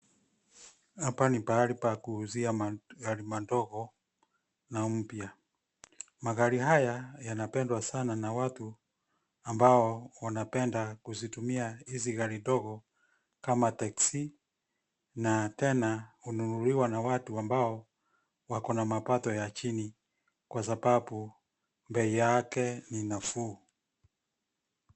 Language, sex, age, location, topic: Swahili, male, 50+, Nairobi, finance